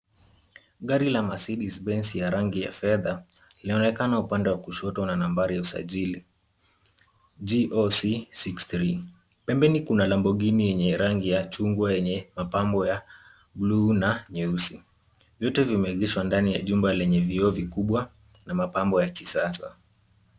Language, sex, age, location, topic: Swahili, male, 18-24, Kisumu, finance